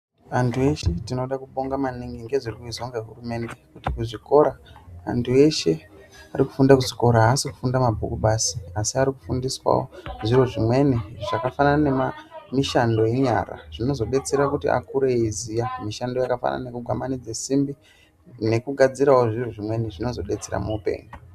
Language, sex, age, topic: Ndau, male, 18-24, education